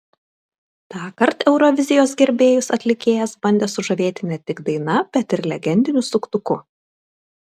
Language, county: Lithuanian, Kaunas